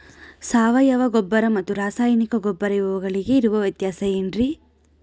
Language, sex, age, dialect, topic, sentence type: Kannada, female, 25-30, Central, agriculture, question